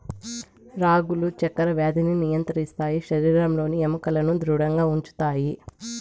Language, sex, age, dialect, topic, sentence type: Telugu, female, 18-24, Southern, agriculture, statement